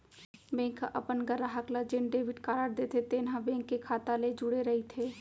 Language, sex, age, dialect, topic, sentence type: Chhattisgarhi, female, 25-30, Central, banking, statement